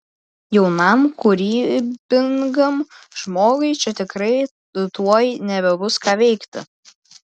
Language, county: Lithuanian, Klaipėda